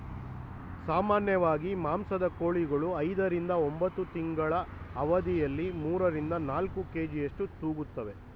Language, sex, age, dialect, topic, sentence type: Kannada, male, 31-35, Mysore Kannada, agriculture, statement